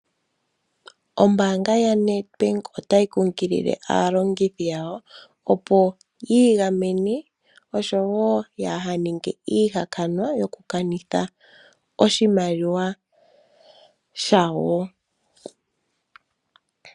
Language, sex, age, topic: Oshiwambo, female, 18-24, finance